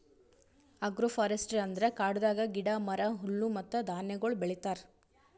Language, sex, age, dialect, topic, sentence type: Kannada, female, 18-24, Northeastern, agriculture, statement